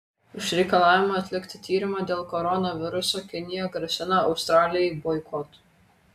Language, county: Lithuanian, Kaunas